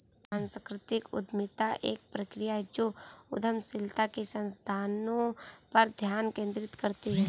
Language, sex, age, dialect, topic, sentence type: Hindi, female, 18-24, Kanauji Braj Bhasha, banking, statement